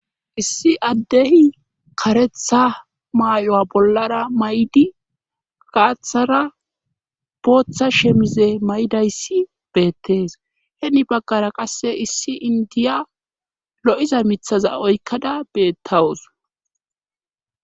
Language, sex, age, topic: Gamo, male, 25-35, government